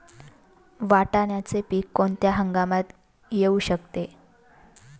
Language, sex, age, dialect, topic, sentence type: Marathi, female, 25-30, Standard Marathi, agriculture, question